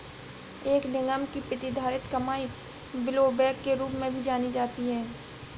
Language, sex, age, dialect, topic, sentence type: Hindi, female, 60-100, Awadhi Bundeli, banking, statement